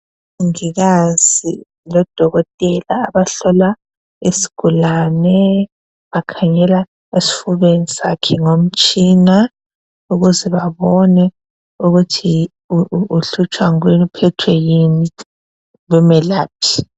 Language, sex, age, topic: North Ndebele, female, 25-35, health